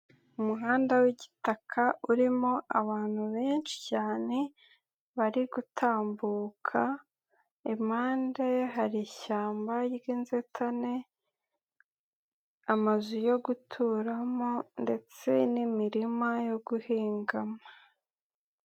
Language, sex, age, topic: Kinyarwanda, female, 18-24, agriculture